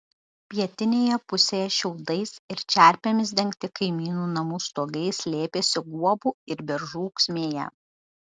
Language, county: Lithuanian, Šiauliai